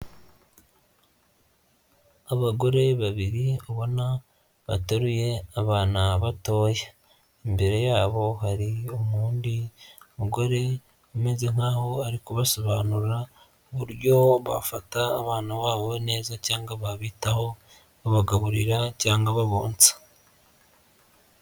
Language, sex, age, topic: Kinyarwanda, male, 25-35, health